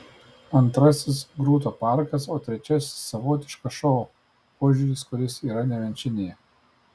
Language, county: Lithuanian, Tauragė